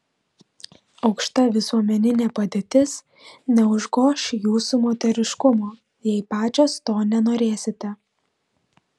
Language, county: Lithuanian, Vilnius